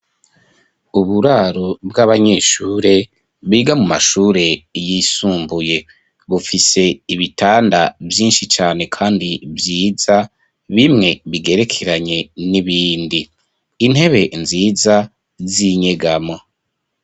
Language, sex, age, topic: Rundi, male, 25-35, education